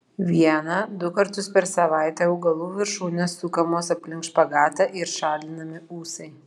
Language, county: Lithuanian, Vilnius